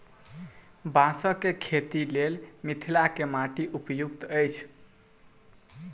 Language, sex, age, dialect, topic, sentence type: Maithili, male, 18-24, Southern/Standard, agriculture, statement